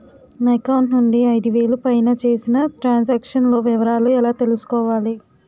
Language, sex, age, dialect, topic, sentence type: Telugu, female, 18-24, Utterandhra, banking, question